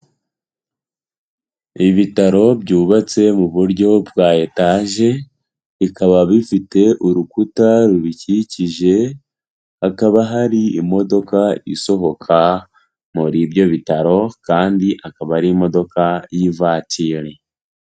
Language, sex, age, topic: Kinyarwanda, male, 18-24, health